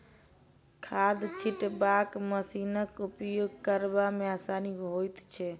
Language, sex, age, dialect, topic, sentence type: Maithili, female, 18-24, Southern/Standard, agriculture, statement